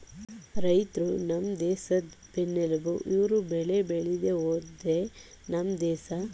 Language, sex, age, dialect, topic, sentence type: Kannada, female, 18-24, Mysore Kannada, agriculture, statement